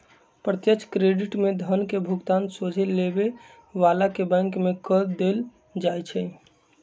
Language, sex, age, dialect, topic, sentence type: Magahi, male, 25-30, Western, banking, statement